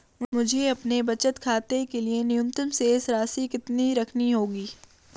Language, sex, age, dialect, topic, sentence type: Hindi, female, 18-24, Marwari Dhudhari, banking, question